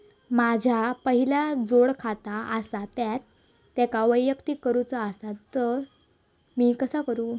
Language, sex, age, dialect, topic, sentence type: Marathi, female, 18-24, Southern Konkan, banking, question